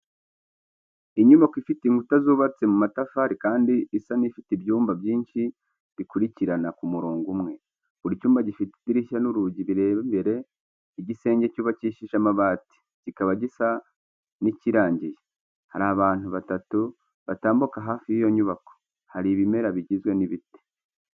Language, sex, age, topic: Kinyarwanda, male, 25-35, education